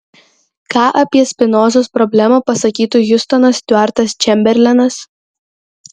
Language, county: Lithuanian, Kaunas